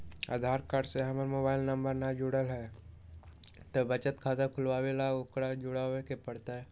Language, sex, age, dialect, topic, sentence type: Magahi, male, 18-24, Western, banking, question